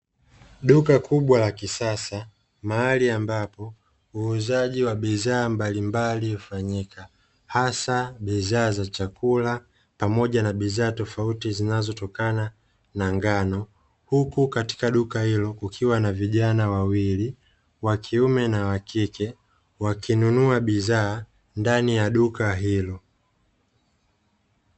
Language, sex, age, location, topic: Swahili, male, 25-35, Dar es Salaam, finance